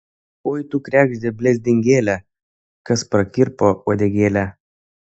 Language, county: Lithuanian, Kaunas